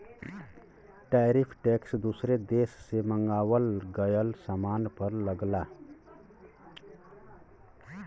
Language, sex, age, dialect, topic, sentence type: Bhojpuri, male, 31-35, Western, banking, statement